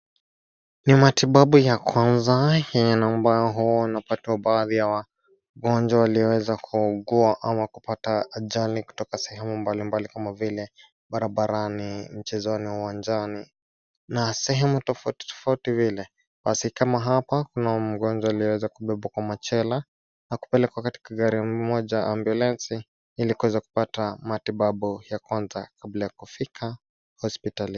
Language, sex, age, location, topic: Swahili, male, 25-35, Nairobi, health